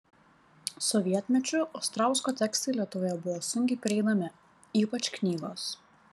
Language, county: Lithuanian, Panevėžys